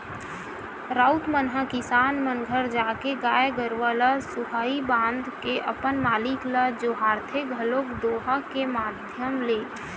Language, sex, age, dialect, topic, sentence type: Chhattisgarhi, female, 18-24, Western/Budati/Khatahi, agriculture, statement